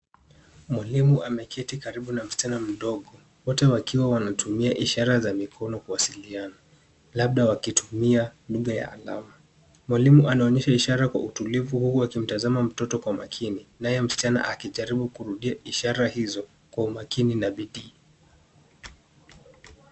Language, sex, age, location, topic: Swahili, male, 18-24, Nairobi, education